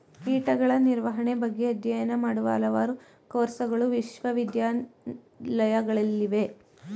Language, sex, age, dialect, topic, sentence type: Kannada, female, 18-24, Mysore Kannada, agriculture, statement